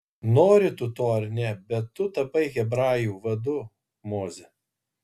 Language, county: Lithuanian, Kaunas